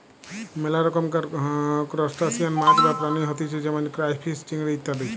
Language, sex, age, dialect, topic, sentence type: Bengali, male, 18-24, Western, agriculture, statement